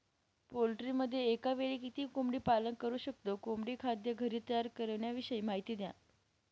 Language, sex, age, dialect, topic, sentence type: Marathi, female, 18-24, Northern Konkan, agriculture, question